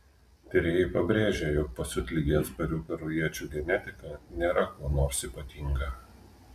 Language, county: Lithuanian, Telšiai